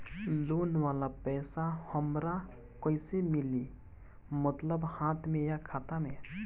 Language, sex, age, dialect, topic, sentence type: Bhojpuri, male, 18-24, Northern, banking, question